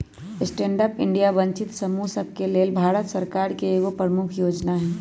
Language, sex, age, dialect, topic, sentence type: Magahi, male, 18-24, Western, banking, statement